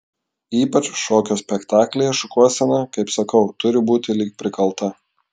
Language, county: Lithuanian, Klaipėda